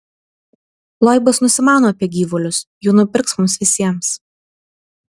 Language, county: Lithuanian, Vilnius